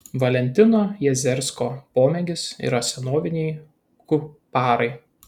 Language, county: Lithuanian, Kaunas